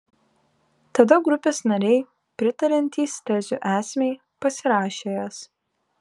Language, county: Lithuanian, Kaunas